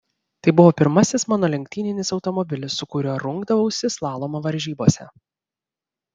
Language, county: Lithuanian, Vilnius